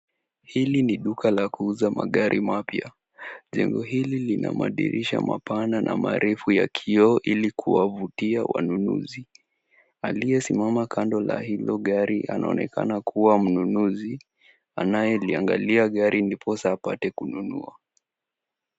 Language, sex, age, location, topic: Swahili, male, 18-24, Nairobi, finance